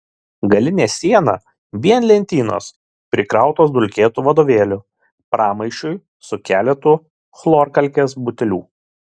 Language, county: Lithuanian, Šiauliai